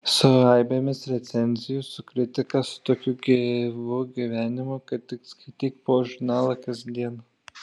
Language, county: Lithuanian, Šiauliai